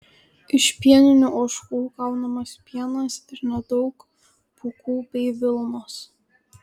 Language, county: Lithuanian, Kaunas